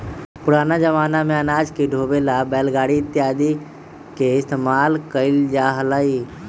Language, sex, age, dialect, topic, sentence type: Magahi, male, 25-30, Western, agriculture, statement